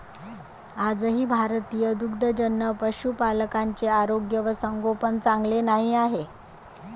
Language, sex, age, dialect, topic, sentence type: Marathi, female, 31-35, Varhadi, agriculture, statement